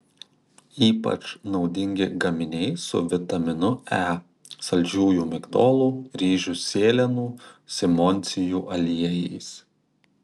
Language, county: Lithuanian, Kaunas